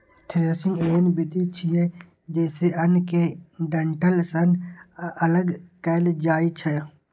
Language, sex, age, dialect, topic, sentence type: Maithili, male, 18-24, Eastern / Thethi, agriculture, statement